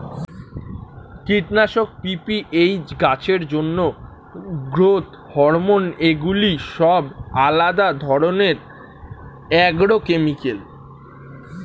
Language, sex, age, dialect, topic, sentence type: Bengali, male, <18, Standard Colloquial, agriculture, statement